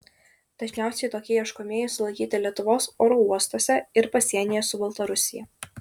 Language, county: Lithuanian, Šiauliai